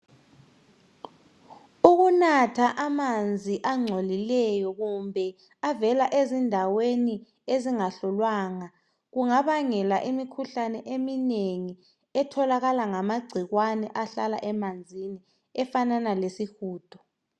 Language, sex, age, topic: North Ndebele, male, 36-49, health